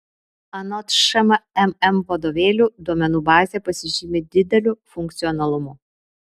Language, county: Lithuanian, Vilnius